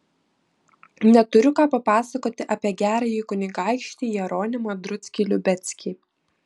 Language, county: Lithuanian, Vilnius